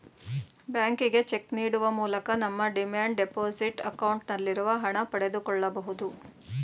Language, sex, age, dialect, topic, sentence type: Kannada, female, 36-40, Mysore Kannada, banking, statement